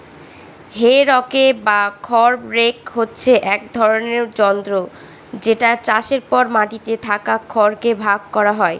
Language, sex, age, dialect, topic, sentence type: Bengali, female, 18-24, Northern/Varendri, agriculture, statement